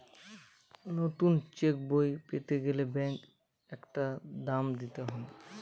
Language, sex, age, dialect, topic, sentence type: Bengali, male, 25-30, Northern/Varendri, banking, statement